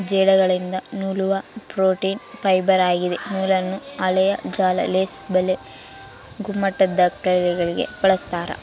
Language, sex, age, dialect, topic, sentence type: Kannada, female, 18-24, Central, agriculture, statement